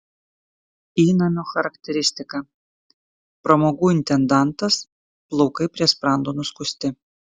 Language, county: Lithuanian, Kaunas